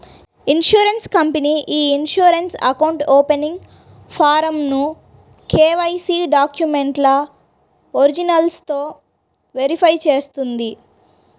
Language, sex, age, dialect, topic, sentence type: Telugu, female, 31-35, Central/Coastal, banking, statement